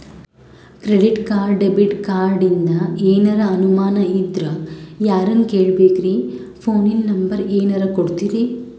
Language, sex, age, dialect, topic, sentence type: Kannada, female, 18-24, Northeastern, banking, question